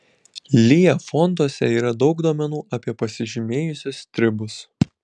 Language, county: Lithuanian, Kaunas